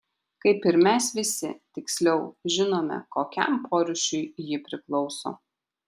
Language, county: Lithuanian, Kaunas